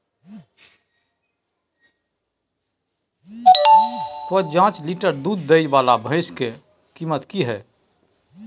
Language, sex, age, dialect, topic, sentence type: Maithili, male, 51-55, Bajjika, agriculture, question